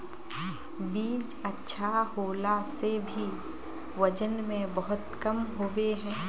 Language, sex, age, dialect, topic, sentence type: Magahi, female, 25-30, Northeastern/Surjapuri, agriculture, question